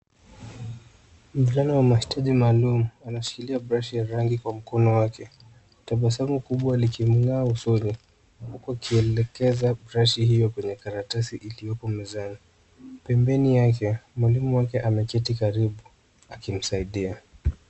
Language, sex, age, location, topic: Swahili, male, 18-24, Nairobi, education